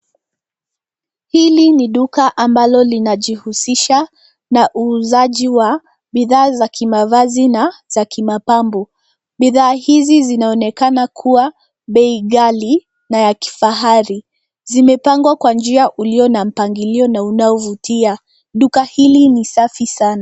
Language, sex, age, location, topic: Swahili, female, 25-35, Nairobi, finance